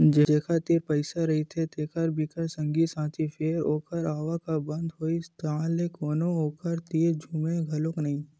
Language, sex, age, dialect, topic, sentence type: Chhattisgarhi, male, 18-24, Western/Budati/Khatahi, banking, statement